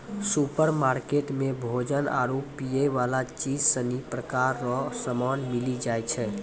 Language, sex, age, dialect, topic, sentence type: Maithili, male, 18-24, Angika, agriculture, statement